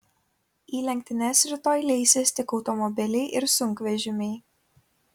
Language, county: Lithuanian, Kaunas